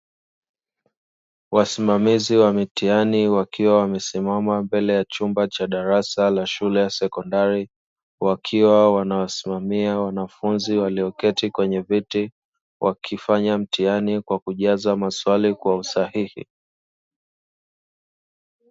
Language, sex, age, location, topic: Swahili, male, 25-35, Dar es Salaam, education